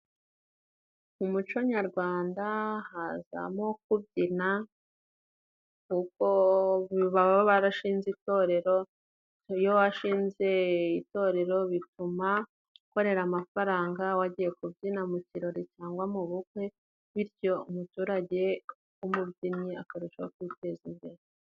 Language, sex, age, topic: Kinyarwanda, female, 25-35, government